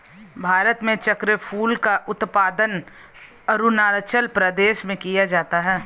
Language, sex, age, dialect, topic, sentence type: Hindi, female, 25-30, Hindustani Malvi Khadi Boli, agriculture, statement